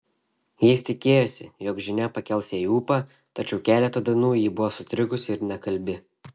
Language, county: Lithuanian, Šiauliai